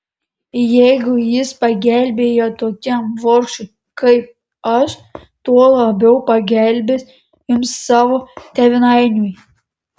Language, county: Lithuanian, Panevėžys